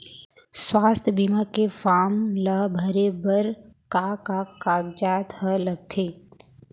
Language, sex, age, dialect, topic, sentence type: Chhattisgarhi, female, 25-30, Central, banking, question